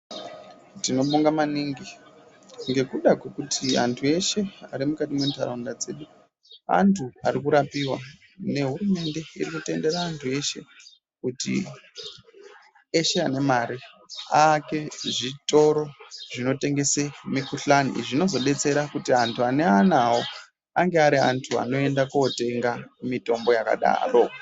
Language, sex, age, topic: Ndau, female, 18-24, health